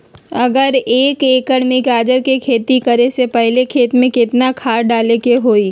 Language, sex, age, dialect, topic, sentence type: Magahi, female, 36-40, Western, agriculture, question